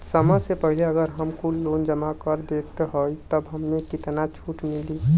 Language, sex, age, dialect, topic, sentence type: Bhojpuri, male, 18-24, Western, banking, question